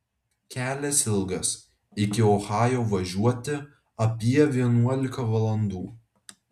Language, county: Lithuanian, Vilnius